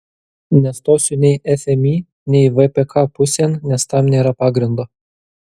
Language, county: Lithuanian, Kaunas